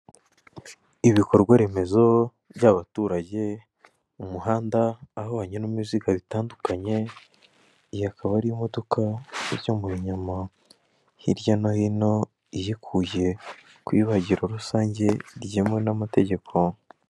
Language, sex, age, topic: Kinyarwanda, male, 18-24, government